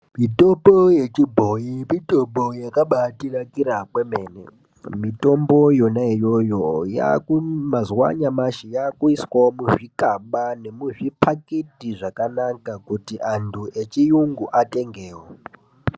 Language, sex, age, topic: Ndau, female, 18-24, health